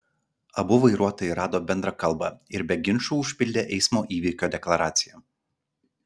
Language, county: Lithuanian, Klaipėda